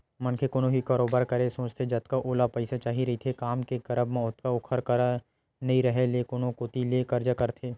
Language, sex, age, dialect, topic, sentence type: Chhattisgarhi, male, 18-24, Western/Budati/Khatahi, banking, statement